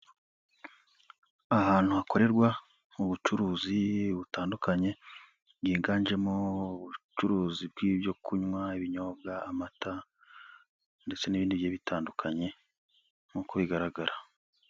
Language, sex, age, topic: Kinyarwanda, male, 25-35, finance